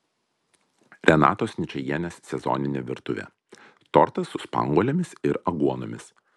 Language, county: Lithuanian, Vilnius